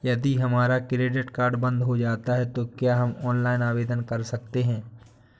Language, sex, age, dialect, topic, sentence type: Hindi, male, 25-30, Awadhi Bundeli, banking, question